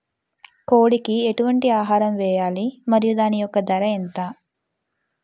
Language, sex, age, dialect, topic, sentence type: Telugu, female, 25-30, Utterandhra, agriculture, question